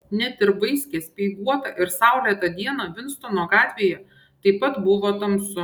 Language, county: Lithuanian, Šiauliai